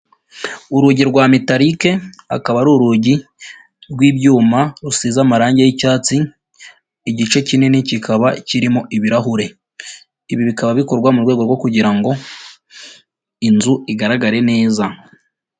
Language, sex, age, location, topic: Kinyarwanda, female, 36-49, Nyagatare, education